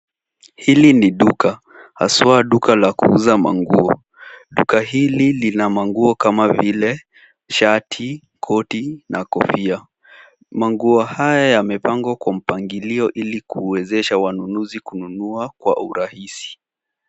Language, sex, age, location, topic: Swahili, male, 18-24, Nairobi, finance